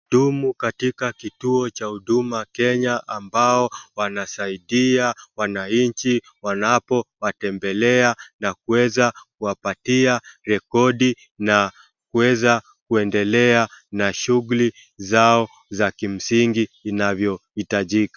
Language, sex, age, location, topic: Swahili, male, 25-35, Wajir, government